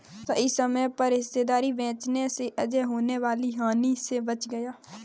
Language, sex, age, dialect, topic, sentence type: Hindi, female, 18-24, Kanauji Braj Bhasha, banking, statement